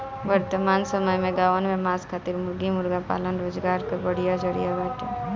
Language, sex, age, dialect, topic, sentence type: Bhojpuri, male, 18-24, Northern, agriculture, statement